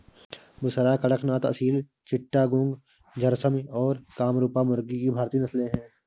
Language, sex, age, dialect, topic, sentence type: Hindi, male, 25-30, Awadhi Bundeli, agriculture, statement